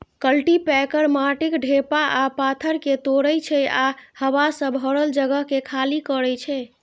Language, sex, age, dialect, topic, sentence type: Maithili, female, 25-30, Eastern / Thethi, agriculture, statement